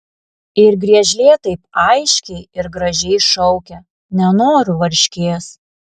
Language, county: Lithuanian, Alytus